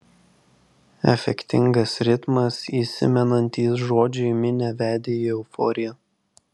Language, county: Lithuanian, Vilnius